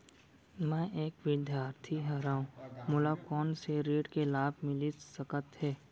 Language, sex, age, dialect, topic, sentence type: Chhattisgarhi, female, 18-24, Central, banking, question